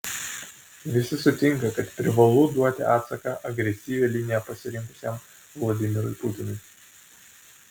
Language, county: Lithuanian, Vilnius